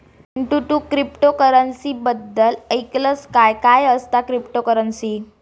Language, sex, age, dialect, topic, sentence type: Marathi, female, 46-50, Southern Konkan, banking, statement